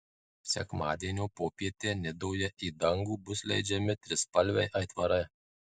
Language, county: Lithuanian, Marijampolė